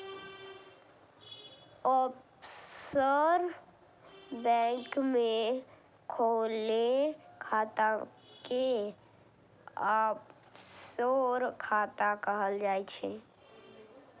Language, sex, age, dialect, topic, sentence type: Maithili, female, 31-35, Eastern / Thethi, banking, statement